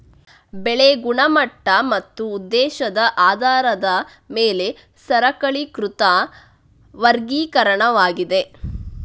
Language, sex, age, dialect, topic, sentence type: Kannada, female, 60-100, Coastal/Dakshin, agriculture, statement